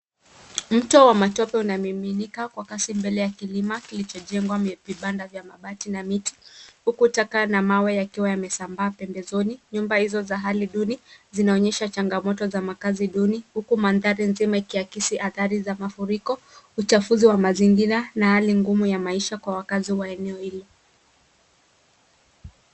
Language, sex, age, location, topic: Swahili, female, 18-24, Nairobi, government